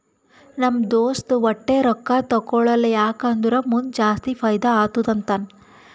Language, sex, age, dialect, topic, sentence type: Kannada, female, 18-24, Northeastern, banking, statement